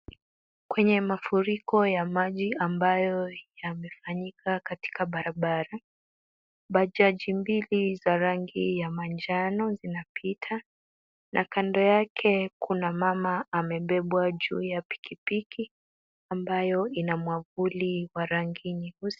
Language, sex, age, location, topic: Swahili, female, 25-35, Kisumu, health